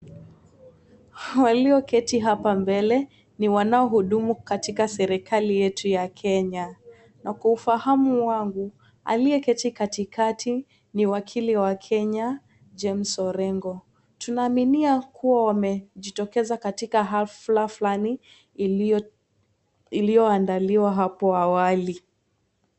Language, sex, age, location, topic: Swahili, female, 18-24, Kisii, government